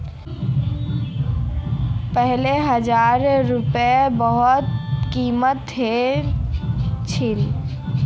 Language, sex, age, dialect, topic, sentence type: Magahi, female, 36-40, Northeastern/Surjapuri, banking, statement